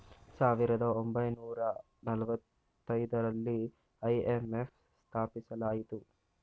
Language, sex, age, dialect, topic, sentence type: Kannada, male, 18-24, Mysore Kannada, banking, statement